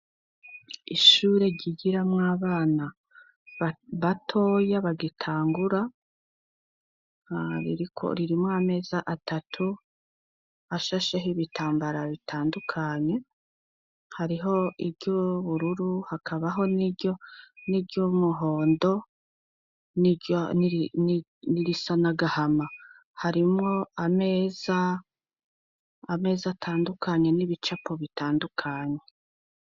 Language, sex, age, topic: Rundi, female, 25-35, education